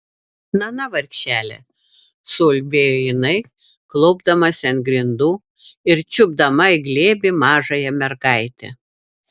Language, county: Lithuanian, Šiauliai